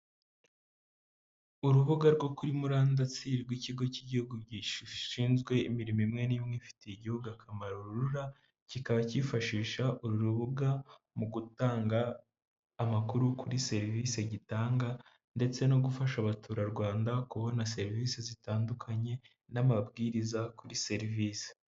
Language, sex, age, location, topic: Kinyarwanda, male, 18-24, Huye, government